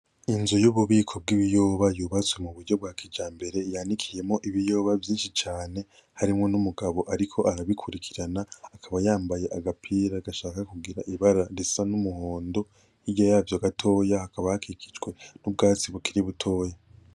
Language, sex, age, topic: Rundi, male, 18-24, agriculture